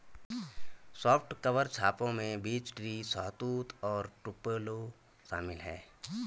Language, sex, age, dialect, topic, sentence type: Hindi, male, 31-35, Garhwali, agriculture, statement